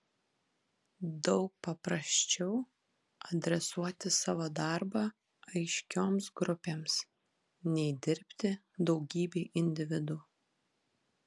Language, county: Lithuanian, Kaunas